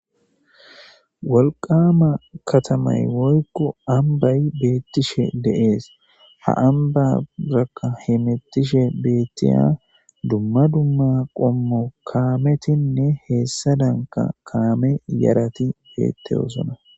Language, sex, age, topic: Gamo, male, 25-35, government